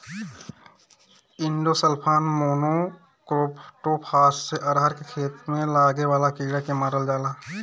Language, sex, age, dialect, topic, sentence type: Bhojpuri, male, 18-24, Northern, agriculture, statement